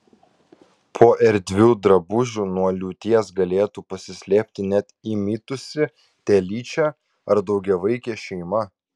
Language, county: Lithuanian, Vilnius